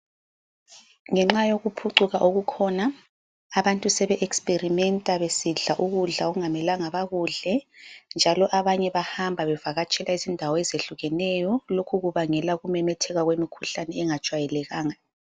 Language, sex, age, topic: North Ndebele, female, 36-49, health